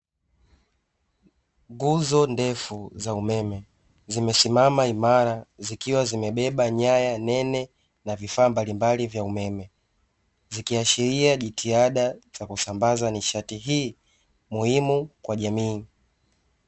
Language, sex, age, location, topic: Swahili, male, 18-24, Dar es Salaam, government